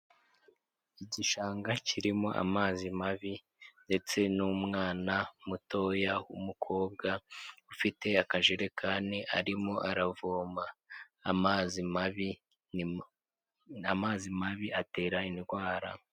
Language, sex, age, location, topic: Kinyarwanda, male, 18-24, Kigali, health